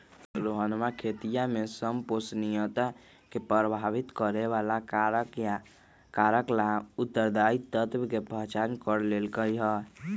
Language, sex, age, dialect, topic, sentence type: Magahi, male, 31-35, Western, agriculture, statement